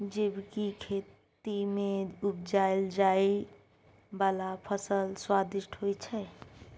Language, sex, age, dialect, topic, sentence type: Maithili, female, 25-30, Bajjika, agriculture, statement